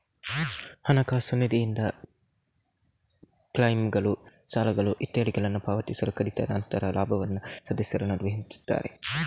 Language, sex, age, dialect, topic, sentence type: Kannada, male, 56-60, Coastal/Dakshin, banking, statement